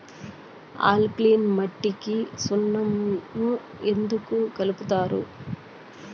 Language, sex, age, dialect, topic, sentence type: Telugu, female, 41-45, Southern, agriculture, question